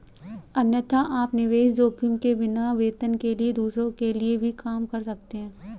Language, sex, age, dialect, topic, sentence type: Hindi, female, 18-24, Marwari Dhudhari, banking, statement